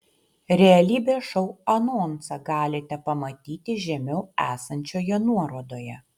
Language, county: Lithuanian, Utena